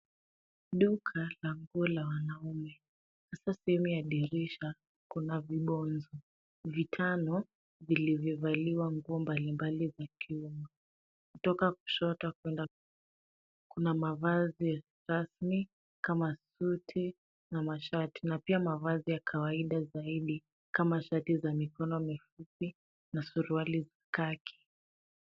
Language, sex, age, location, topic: Swahili, female, 18-24, Nairobi, finance